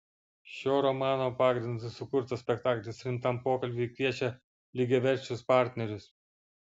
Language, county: Lithuanian, Vilnius